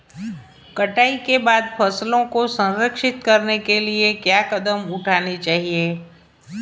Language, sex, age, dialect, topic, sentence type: Hindi, female, 51-55, Marwari Dhudhari, agriculture, question